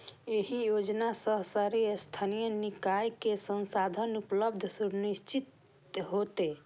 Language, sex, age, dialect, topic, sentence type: Maithili, female, 25-30, Eastern / Thethi, banking, statement